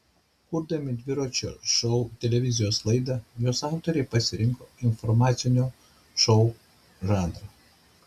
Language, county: Lithuanian, Šiauliai